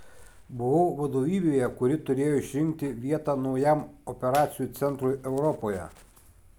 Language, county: Lithuanian, Kaunas